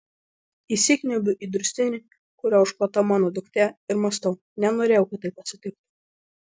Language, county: Lithuanian, Vilnius